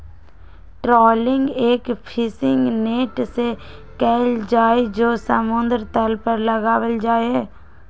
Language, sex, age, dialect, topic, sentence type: Magahi, female, 18-24, Western, agriculture, statement